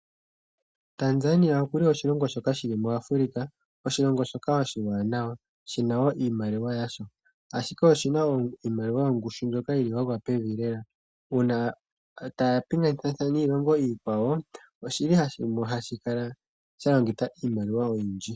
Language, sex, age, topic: Oshiwambo, female, 25-35, finance